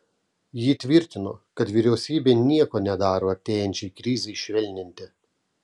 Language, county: Lithuanian, Telšiai